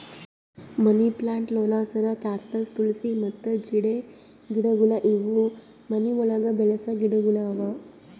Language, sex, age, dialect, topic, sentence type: Kannada, female, 18-24, Northeastern, agriculture, statement